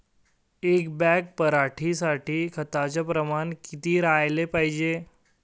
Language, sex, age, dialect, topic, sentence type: Marathi, male, 18-24, Varhadi, agriculture, question